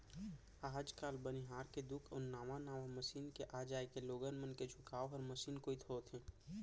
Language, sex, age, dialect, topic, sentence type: Chhattisgarhi, male, 25-30, Central, agriculture, statement